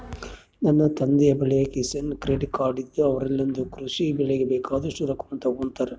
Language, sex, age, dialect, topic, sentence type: Kannada, male, 31-35, Central, agriculture, statement